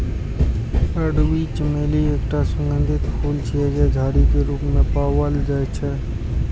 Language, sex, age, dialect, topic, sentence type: Maithili, male, 18-24, Eastern / Thethi, agriculture, statement